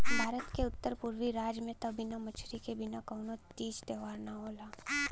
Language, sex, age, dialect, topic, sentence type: Bhojpuri, female, 18-24, Western, agriculture, statement